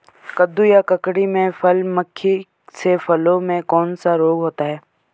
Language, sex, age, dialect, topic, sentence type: Hindi, male, 25-30, Garhwali, agriculture, question